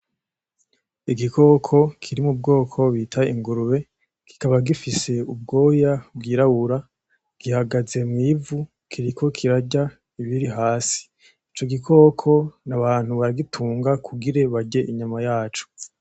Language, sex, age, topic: Rundi, male, 18-24, agriculture